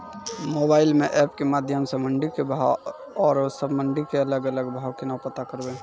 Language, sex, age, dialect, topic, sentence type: Maithili, male, 18-24, Angika, agriculture, question